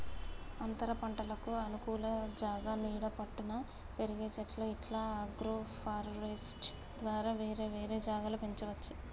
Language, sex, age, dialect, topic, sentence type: Telugu, female, 31-35, Telangana, agriculture, statement